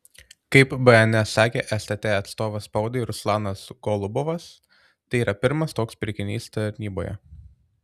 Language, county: Lithuanian, Tauragė